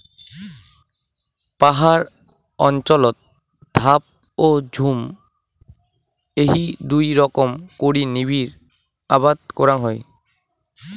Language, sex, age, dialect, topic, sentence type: Bengali, male, 18-24, Rajbangshi, agriculture, statement